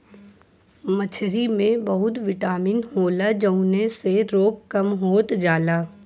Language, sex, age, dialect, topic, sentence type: Bhojpuri, female, 18-24, Western, agriculture, statement